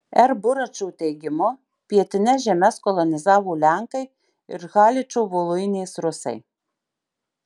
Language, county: Lithuanian, Marijampolė